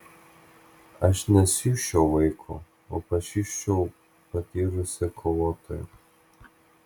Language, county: Lithuanian, Klaipėda